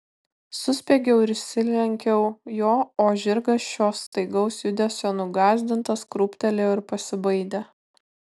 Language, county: Lithuanian, Kaunas